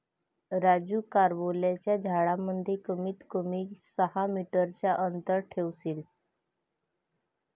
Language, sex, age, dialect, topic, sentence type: Marathi, female, 18-24, Varhadi, agriculture, statement